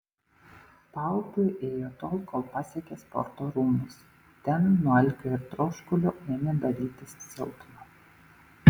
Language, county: Lithuanian, Panevėžys